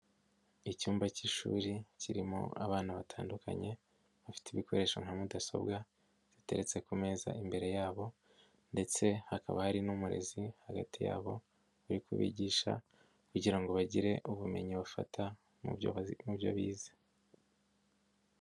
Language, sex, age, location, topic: Kinyarwanda, male, 18-24, Nyagatare, education